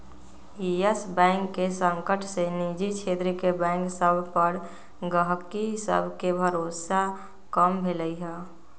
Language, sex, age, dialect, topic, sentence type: Magahi, female, 60-100, Western, banking, statement